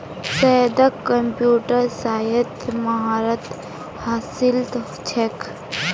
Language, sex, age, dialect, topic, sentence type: Magahi, female, 41-45, Northeastern/Surjapuri, banking, statement